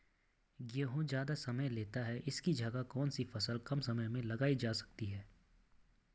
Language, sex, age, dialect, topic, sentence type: Hindi, male, 25-30, Garhwali, agriculture, question